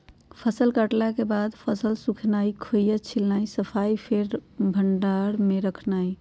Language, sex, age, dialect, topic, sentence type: Magahi, female, 51-55, Western, agriculture, statement